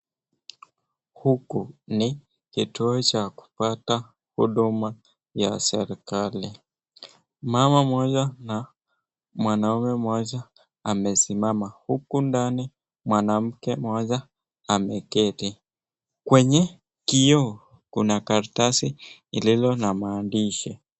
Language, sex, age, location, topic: Swahili, male, 18-24, Nakuru, government